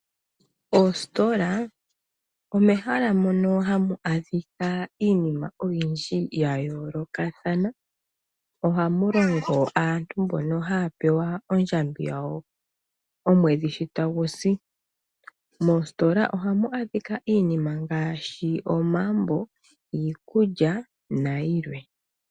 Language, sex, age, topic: Oshiwambo, male, 25-35, finance